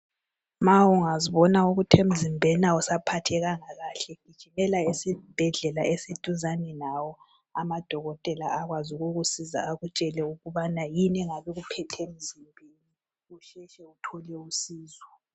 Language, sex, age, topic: North Ndebele, female, 25-35, health